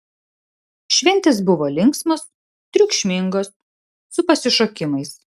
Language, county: Lithuanian, Šiauliai